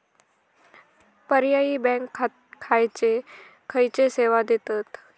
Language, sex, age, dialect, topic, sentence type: Marathi, female, 18-24, Southern Konkan, banking, question